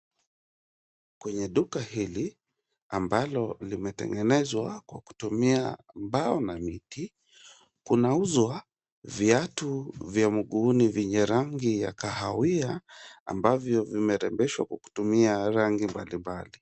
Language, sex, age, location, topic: Swahili, male, 25-35, Kisumu, finance